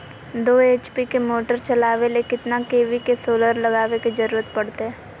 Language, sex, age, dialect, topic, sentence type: Magahi, female, 18-24, Southern, agriculture, question